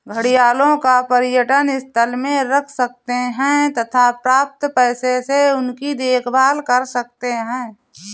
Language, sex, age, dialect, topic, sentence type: Hindi, female, 41-45, Kanauji Braj Bhasha, agriculture, statement